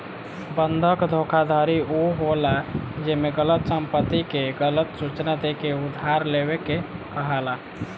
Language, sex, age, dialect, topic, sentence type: Bhojpuri, female, 18-24, Southern / Standard, banking, statement